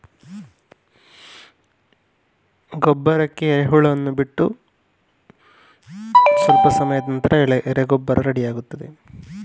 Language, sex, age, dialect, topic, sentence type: Kannada, male, 18-24, Coastal/Dakshin, agriculture, question